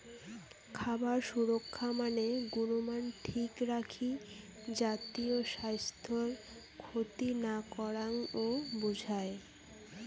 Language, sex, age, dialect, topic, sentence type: Bengali, female, 18-24, Rajbangshi, agriculture, statement